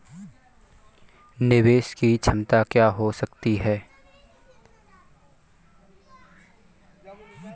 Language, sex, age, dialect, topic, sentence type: Hindi, male, 31-35, Awadhi Bundeli, banking, question